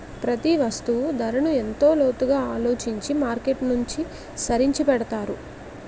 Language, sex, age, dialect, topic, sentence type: Telugu, female, 18-24, Utterandhra, banking, statement